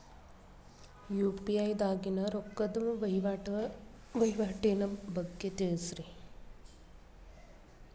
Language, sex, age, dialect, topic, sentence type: Kannada, female, 36-40, Dharwad Kannada, banking, question